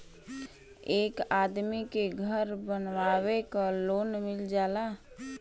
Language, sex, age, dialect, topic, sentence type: Bhojpuri, female, 25-30, Western, banking, statement